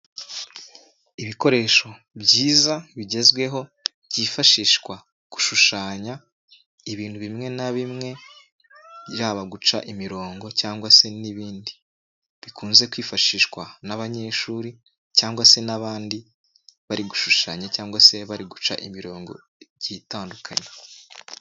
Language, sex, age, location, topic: Kinyarwanda, male, 25-35, Nyagatare, education